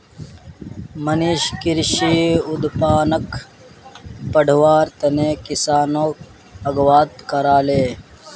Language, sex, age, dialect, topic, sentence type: Magahi, male, 18-24, Northeastern/Surjapuri, agriculture, statement